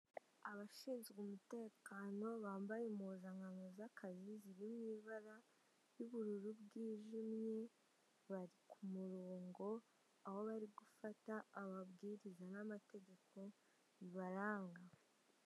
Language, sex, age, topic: Kinyarwanda, male, 18-24, government